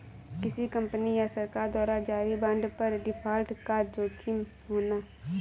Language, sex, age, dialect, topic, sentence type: Hindi, female, 18-24, Awadhi Bundeli, banking, statement